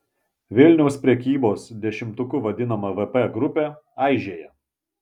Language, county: Lithuanian, Vilnius